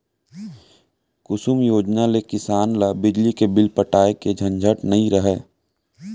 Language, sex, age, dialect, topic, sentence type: Chhattisgarhi, male, 18-24, Central, agriculture, statement